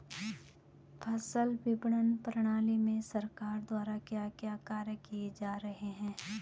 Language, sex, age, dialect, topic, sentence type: Hindi, female, 25-30, Garhwali, agriculture, question